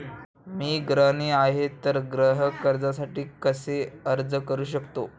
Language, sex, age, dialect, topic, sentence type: Marathi, male, 18-24, Standard Marathi, banking, question